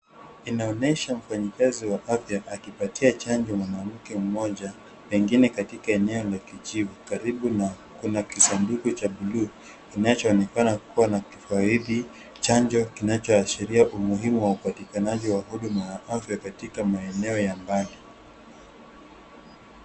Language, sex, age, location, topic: Swahili, male, 25-35, Kisumu, health